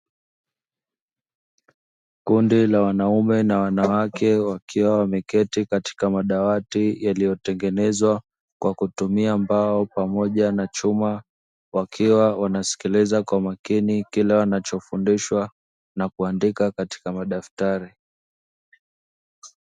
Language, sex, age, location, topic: Swahili, male, 25-35, Dar es Salaam, education